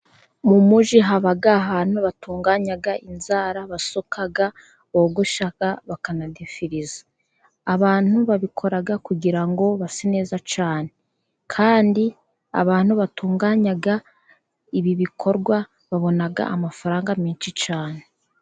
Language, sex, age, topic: Kinyarwanda, female, 18-24, finance